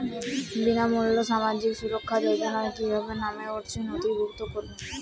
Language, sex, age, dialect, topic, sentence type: Bengali, female, 18-24, Jharkhandi, banking, question